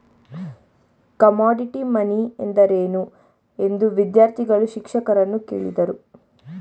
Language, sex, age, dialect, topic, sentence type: Kannada, female, 18-24, Mysore Kannada, banking, statement